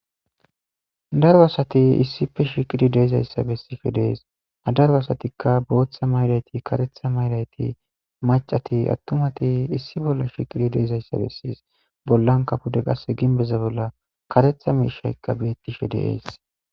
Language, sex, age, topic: Gamo, male, 25-35, government